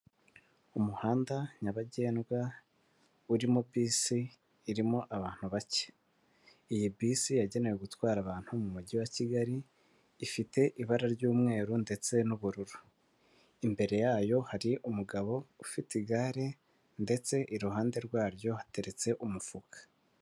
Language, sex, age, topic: Kinyarwanda, male, 18-24, government